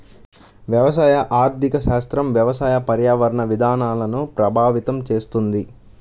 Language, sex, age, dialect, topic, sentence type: Telugu, male, 25-30, Central/Coastal, agriculture, statement